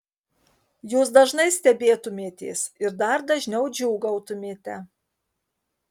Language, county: Lithuanian, Kaunas